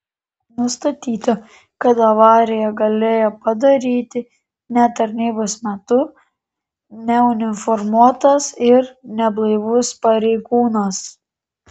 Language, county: Lithuanian, Panevėžys